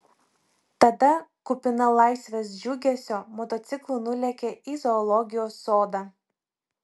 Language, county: Lithuanian, Vilnius